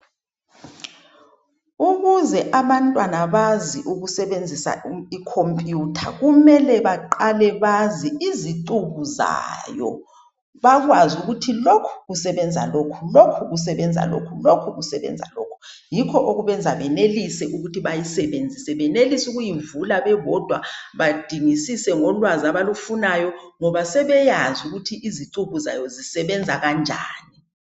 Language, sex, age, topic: North Ndebele, male, 36-49, education